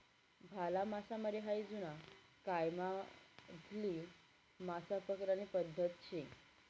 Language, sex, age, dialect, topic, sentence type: Marathi, female, 18-24, Northern Konkan, agriculture, statement